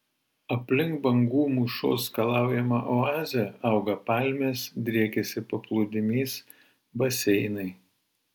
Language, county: Lithuanian, Vilnius